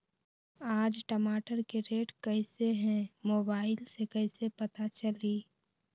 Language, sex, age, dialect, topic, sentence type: Magahi, female, 18-24, Western, agriculture, question